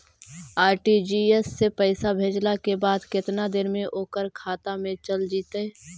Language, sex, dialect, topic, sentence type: Magahi, female, Central/Standard, banking, question